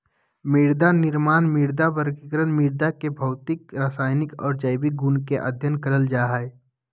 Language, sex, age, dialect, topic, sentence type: Magahi, male, 18-24, Southern, agriculture, statement